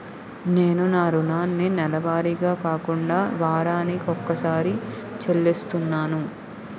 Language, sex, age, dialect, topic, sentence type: Telugu, female, 18-24, Utterandhra, banking, statement